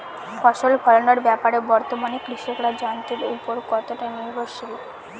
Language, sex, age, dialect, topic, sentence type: Bengali, female, 18-24, Northern/Varendri, agriculture, question